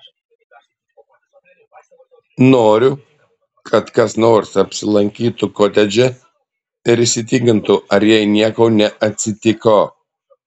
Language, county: Lithuanian, Panevėžys